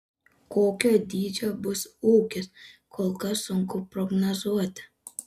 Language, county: Lithuanian, Panevėžys